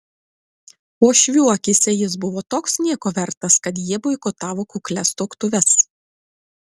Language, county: Lithuanian, Klaipėda